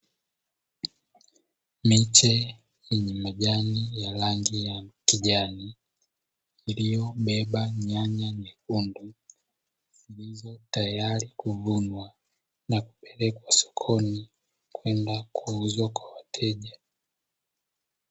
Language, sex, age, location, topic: Swahili, male, 25-35, Dar es Salaam, agriculture